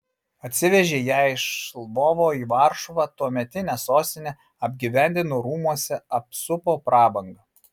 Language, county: Lithuanian, Marijampolė